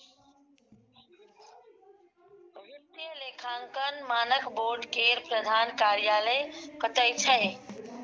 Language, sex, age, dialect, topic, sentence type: Maithili, female, 18-24, Bajjika, banking, statement